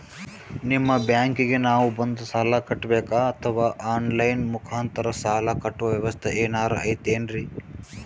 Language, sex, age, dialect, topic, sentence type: Kannada, male, 18-24, Northeastern, banking, question